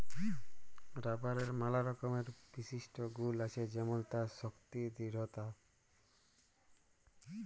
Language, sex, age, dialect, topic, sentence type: Bengali, male, 18-24, Jharkhandi, agriculture, statement